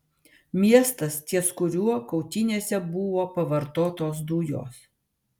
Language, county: Lithuanian, Vilnius